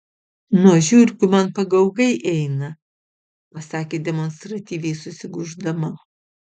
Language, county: Lithuanian, Utena